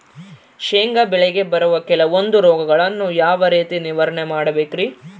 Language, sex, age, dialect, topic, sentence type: Kannada, male, 18-24, Central, agriculture, question